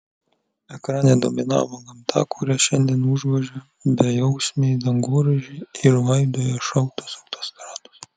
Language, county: Lithuanian, Vilnius